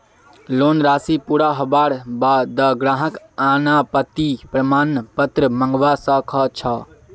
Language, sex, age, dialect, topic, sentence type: Magahi, female, 56-60, Northeastern/Surjapuri, banking, statement